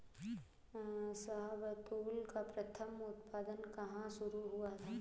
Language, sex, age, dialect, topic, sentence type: Hindi, female, 25-30, Awadhi Bundeli, agriculture, statement